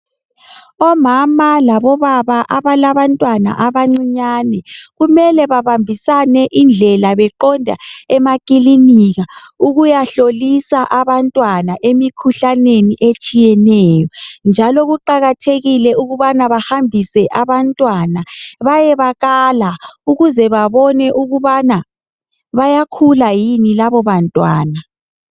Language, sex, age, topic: North Ndebele, female, 18-24, health